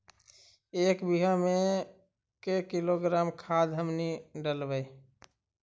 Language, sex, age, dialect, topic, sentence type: Magahi, male, 31-35, Central/Standard, agriculture, question